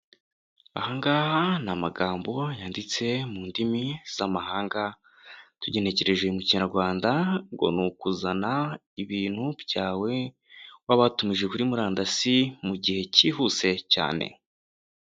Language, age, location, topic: Kinyarwanda, 18-24, Kigali, finance